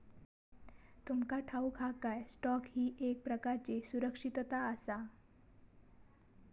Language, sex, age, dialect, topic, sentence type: Marathi, female, 18-24, Southern Konkan, banking, statement